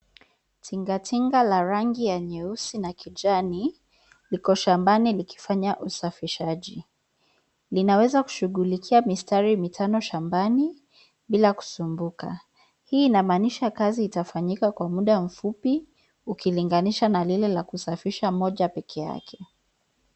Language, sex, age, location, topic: Swahili, female, 25-35, Nairobi, agriculture